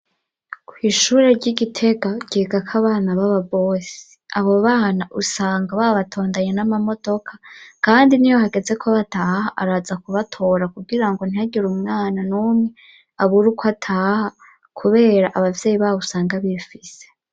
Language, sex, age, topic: Rundi, male, 18-24, education